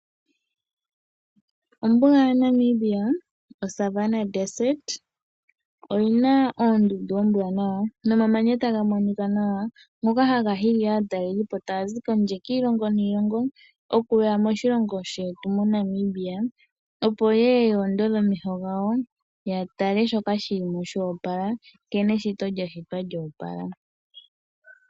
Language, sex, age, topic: Oshiwambo, female, 18-24, agriculture